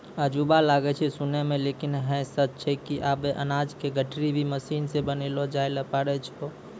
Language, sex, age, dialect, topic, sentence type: Maithili, male, 18-24, Angika, agriculture, statement